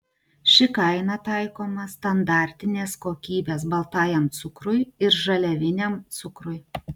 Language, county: Lithuanian, Utena